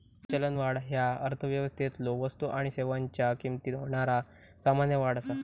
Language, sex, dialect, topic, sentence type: Marathi, male, Southern Konkan, banking, statement